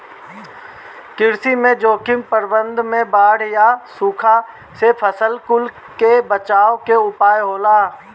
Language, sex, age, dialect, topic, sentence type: Bhojpuri, male, 60-100, Northern, agriculture, statement